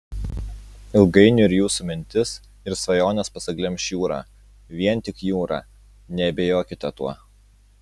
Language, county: Lithuanian, Utena